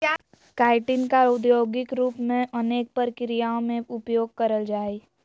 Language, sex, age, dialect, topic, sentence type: Magahi, female, 18-24, Southern, agriculture, statement